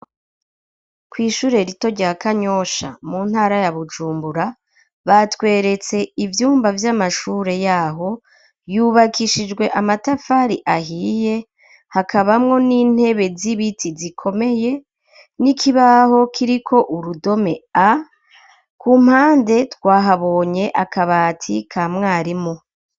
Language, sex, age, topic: Rundi, female, 36-49, education